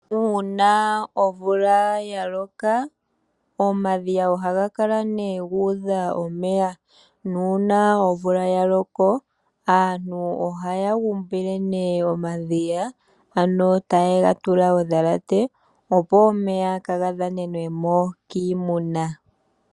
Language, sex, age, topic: Oshiwambo, female, 18-24, agriculture